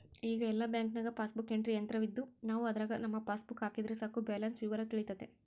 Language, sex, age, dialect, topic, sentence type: Kannada, female, 25-30, Central, banking, statement